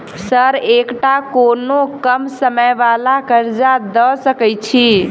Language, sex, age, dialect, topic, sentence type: Maithili, female, 18-24, Southern/Standard, banking, question